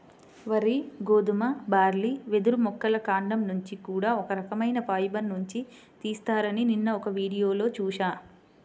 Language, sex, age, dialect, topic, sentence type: Telugu, female, 25-30, Central/Coastal, agriculture, statement